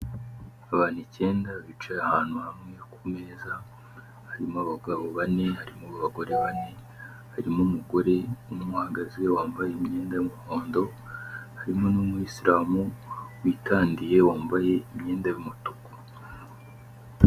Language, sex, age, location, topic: Kinyarwanda, male, 18-24, Kigali, health